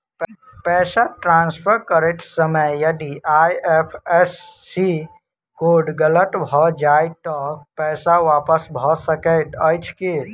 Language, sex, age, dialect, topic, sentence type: Maithili, male, 18-24, Southern/Standard, banking, question